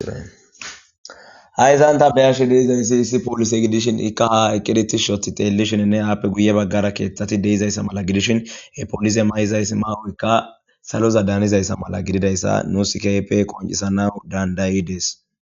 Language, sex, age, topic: Gamo, female, 18-24, government